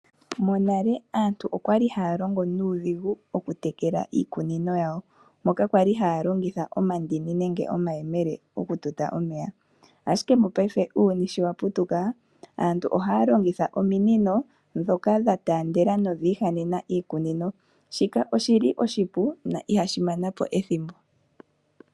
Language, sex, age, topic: Oshiwambo, female, 25-35, agriculture